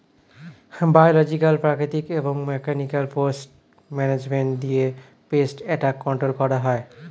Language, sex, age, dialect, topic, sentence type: Bengali, male, 25-30, Standard Colloquial, agriculture, statement